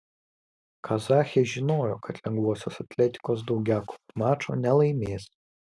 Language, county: Lithuanian, Kaunas